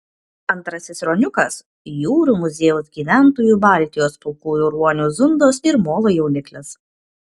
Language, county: Lithuanian, Kaunas